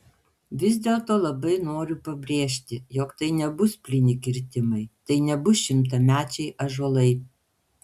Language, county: Lithuanian, Panevėžys